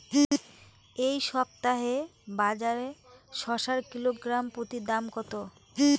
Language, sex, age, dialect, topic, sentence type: Bengali, female, 18-24, Rajbangshi, agriculture, question